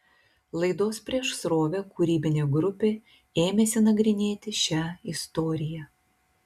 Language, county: Lithuanian, Telšiai